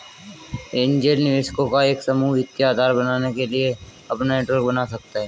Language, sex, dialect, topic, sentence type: Hindi, male, Hindustani Malvi Khadi Boli, banking, statement